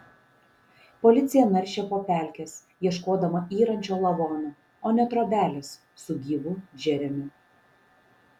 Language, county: Lithuanian, Šiauliai